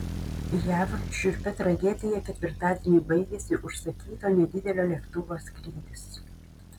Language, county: Lithuanian, Panevėžys